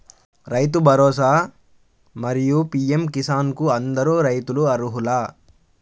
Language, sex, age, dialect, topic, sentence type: Telugu, male, 18-24, Central/Coastal, agriculture, question